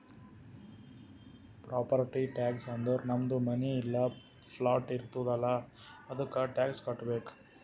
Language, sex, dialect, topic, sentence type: Kannada, male, Northeastern, banking, statement